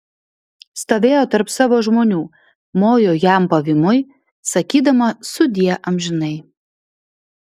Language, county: Lithuanian, Vilnius